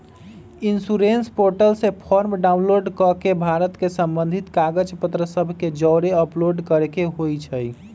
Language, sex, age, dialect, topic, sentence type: Magahi, male, 25-30, Western, banking, statement